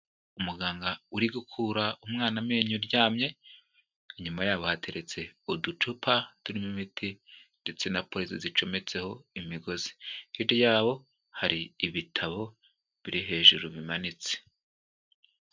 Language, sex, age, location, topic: Kinyarwanda, male, 18-24, Kigali, health